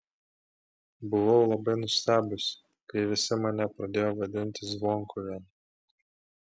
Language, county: Lithuanian, Klaipėda